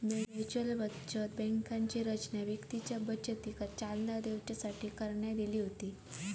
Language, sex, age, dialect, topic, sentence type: Marathi, female, 18-24, Southern Konkan, banking, statement